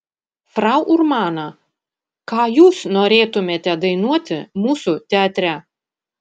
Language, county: Lithuanian, Panevėžys